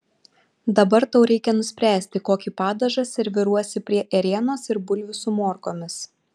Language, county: Lithuanian, Šiauliai